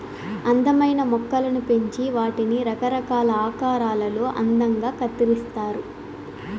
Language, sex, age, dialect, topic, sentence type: Telugu, female, 18-24, Southern, agriculture, statement